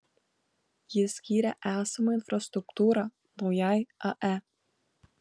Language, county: Lithuanian, Kaunas